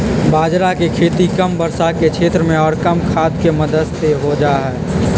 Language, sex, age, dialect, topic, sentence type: Magahi, male, 46-50, Western, agriculture, statement